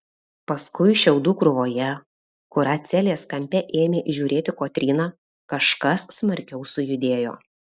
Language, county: Lithuanian, Alytus